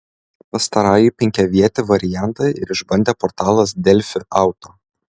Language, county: Lithuanian, Klaipėda